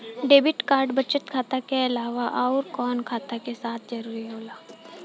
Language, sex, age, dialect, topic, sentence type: Bhojpuri, female, 18-24, Southern / Standard, banking, question